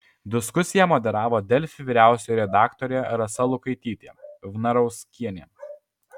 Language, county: Lithuanian, Alytus